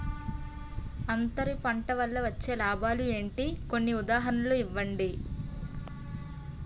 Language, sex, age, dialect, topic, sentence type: Telugu, female, 18-24, Utterandhra, agriculture, question